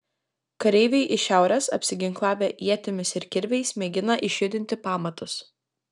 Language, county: Lithuanian, Kaunas